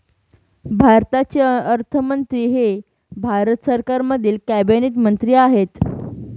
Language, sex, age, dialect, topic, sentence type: Marathi, female, 18-24, Northern Konkan, banking, statement